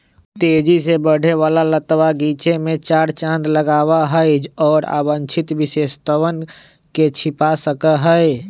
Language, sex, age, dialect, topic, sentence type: Magahi, male, 25-30, Western, agriculture, statement